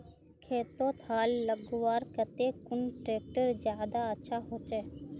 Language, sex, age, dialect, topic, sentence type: Magahi, female, 51-55, Northeastern/Surjapuri, agriculture, question